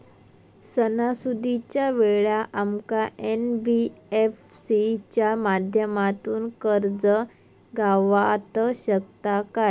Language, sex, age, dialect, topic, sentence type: Marathi, female, 18-24, Southern Konkan, banking, question